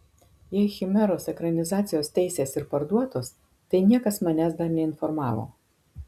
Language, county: Lithuanian, Marijampolė